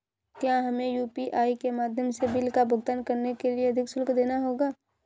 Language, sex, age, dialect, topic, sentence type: Hindi, female, 18-24, Awadhi Bundeli, banking, question